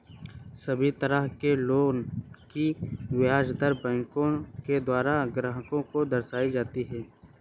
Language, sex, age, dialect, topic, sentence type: Hindi, male, 18-24, Awadhi Bundeli, banking, statement